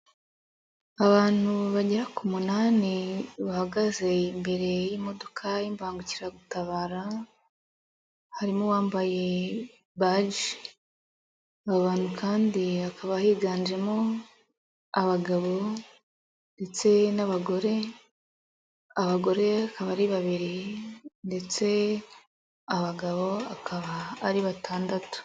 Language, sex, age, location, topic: Kinyarwanda, female, 25-35, Nyagatare, health